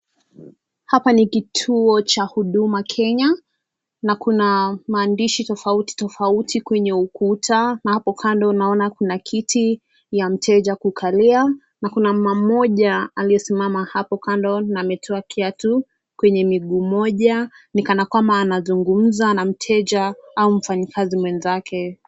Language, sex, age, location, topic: Swahili, female, 18-24, Nakuru, government